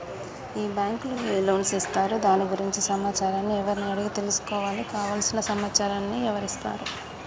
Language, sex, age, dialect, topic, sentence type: Telugu, female, 25-30, Telangana, banking, question